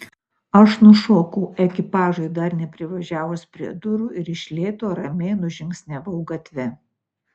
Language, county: Lithuanian, Utena